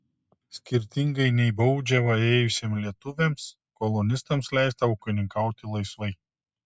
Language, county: Lithuanian, Telšiai